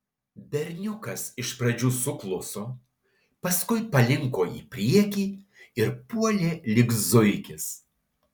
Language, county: Lithuanian, Alytus